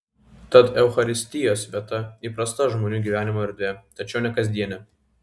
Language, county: Lithuanian, Vilnius